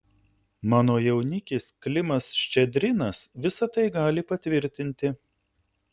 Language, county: Lithuanian, Utena